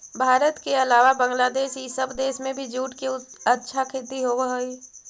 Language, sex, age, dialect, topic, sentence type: Magahi, female, 60-100, Central/Standard, banking, statement